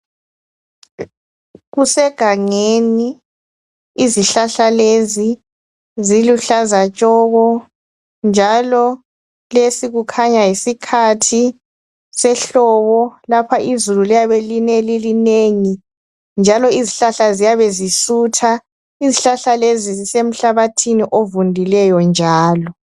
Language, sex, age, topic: North Ndebele, female, 36-49, health